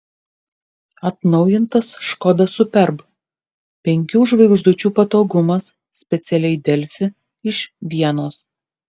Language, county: Lithuanian, Kaunas